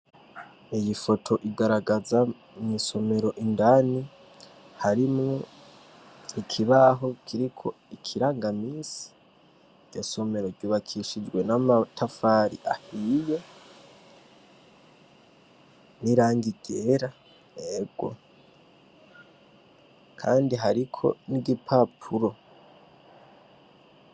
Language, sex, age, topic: Rundi, male, 18-24, education